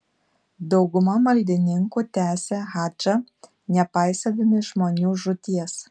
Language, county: Lithuanian, Panevėžys